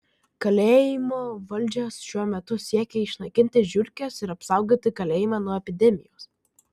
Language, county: Lithuanian, Kaunas